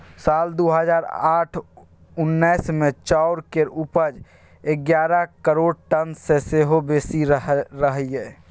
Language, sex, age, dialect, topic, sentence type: Maithili, male, 36-40, Bajjika, agriculture, statement